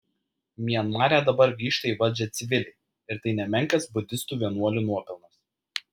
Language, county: Lithuanian, Vilnius